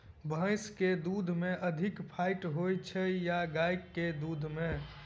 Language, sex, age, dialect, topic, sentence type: Maithili, male, 18-24, Southern/Standard, agriculture, question